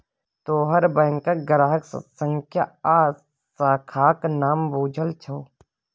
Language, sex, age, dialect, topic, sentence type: Maithili, male, 31-35, Bajjika, banking, statement